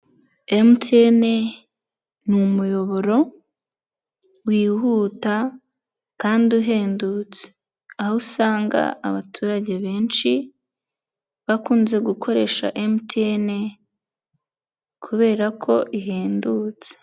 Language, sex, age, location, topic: Kinyarwanda, female, 18-24, Nyagatare, finance